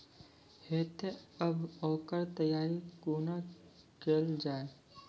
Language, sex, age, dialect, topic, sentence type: Maithili, male, 18-24, Angika, agriculture, question